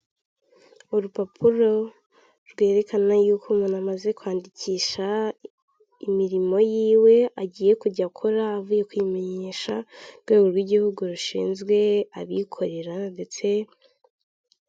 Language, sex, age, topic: Kinyarwanda, female, 18-24, finance